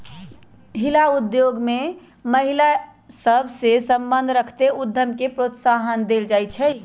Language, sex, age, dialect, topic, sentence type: Magahi, female, 25-30, Western, banking, statement